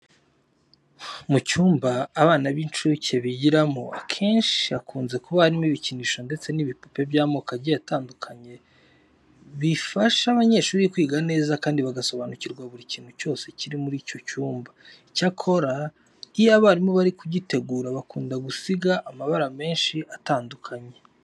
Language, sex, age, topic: Kinyarwanda, male, 25-35, education